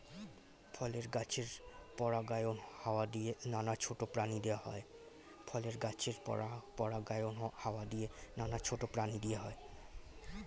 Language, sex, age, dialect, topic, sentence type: Bengali, male, 18-24, Standard Colloquial, agriculture, statement